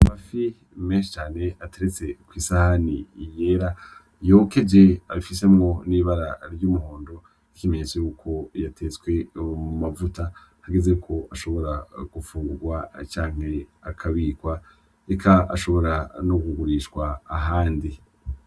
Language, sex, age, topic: Rundi, male, 25-35, agriculture